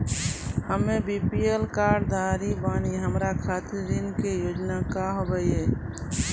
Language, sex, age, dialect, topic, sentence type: Maithili, female, 36-40, Angika, banking, question